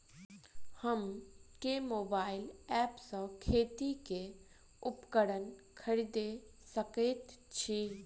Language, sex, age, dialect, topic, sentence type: Maithili, female, 18-24, Southern/Standard, agriculture, question